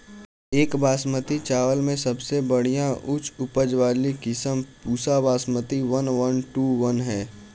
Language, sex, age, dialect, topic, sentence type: Bhojpuri, male, <18, Northern, agriculture, question